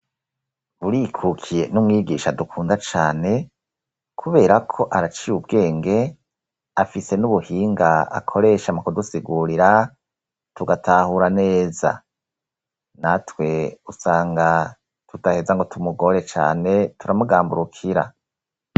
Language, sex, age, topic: Rundi, male, 36-49, education